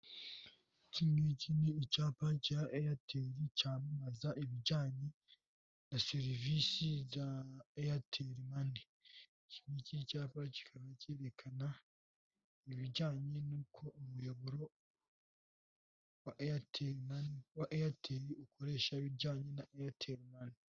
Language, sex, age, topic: Kinyarwanda, male, 18-24, finance